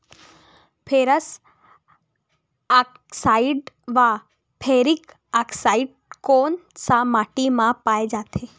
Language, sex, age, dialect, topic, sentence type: Chhattisgarhi, female, 18-24, Western/Budati/Khatahi, agriculture, question